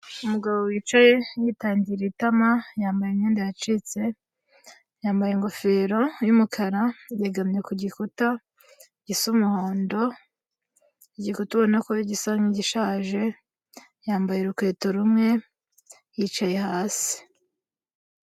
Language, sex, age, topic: Kinyarwanda, female, 18-24, health